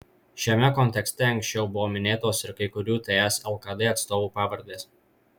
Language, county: Lithuanian, Marijampolė